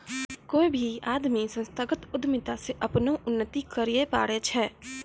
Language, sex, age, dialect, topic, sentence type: Maithili, female, 18-24, Angika, banking, statement